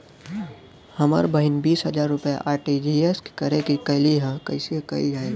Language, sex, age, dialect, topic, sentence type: Bhojpuri, male, 25-30, Western, banking, question